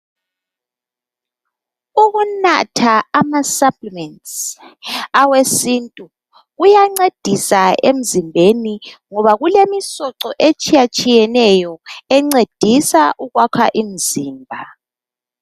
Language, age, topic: North Ndebele, 25-35, health